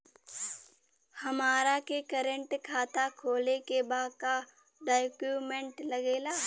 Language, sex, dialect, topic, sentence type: Bhojpuri, female, Western, banking, question